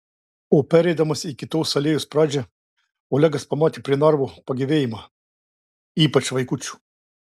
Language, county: Lithuanian, Klaipėda